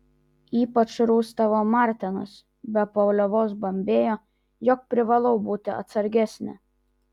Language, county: Lithuanian, Vilnius